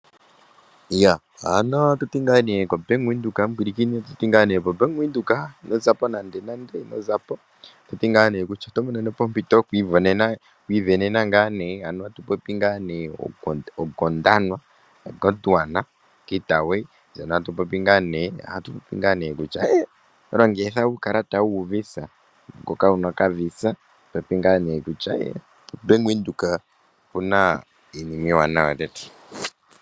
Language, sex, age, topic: Oshiwambo, male, 18-24, finance